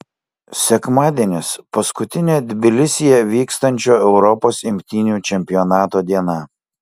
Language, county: Lithuanian, Kaunas